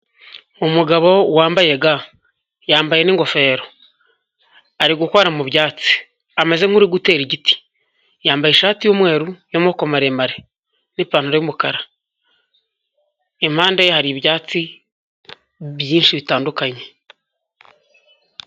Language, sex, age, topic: Kinyarwanda, male, 25-35, agriculture